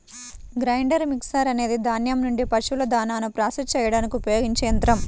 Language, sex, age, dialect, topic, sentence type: Telugu, male, 36-40, Central/Coastal, agriculture, statement